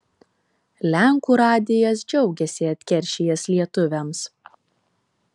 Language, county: Lithuanian, Telšiai